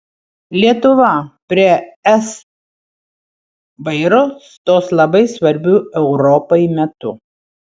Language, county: Lithuanian, Panevėžys